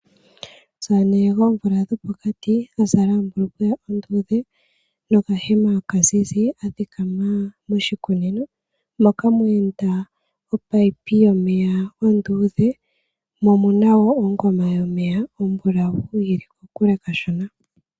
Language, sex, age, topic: Oshiwambo, female, 18-24, agriculture